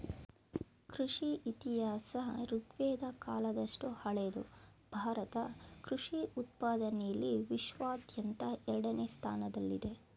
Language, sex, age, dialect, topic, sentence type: Kannada, female, 41-45, Mysore Kannada, agriculture, statement